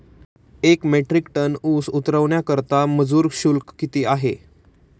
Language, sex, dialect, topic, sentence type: Marathi, male, Standard Marathi, agriculture, question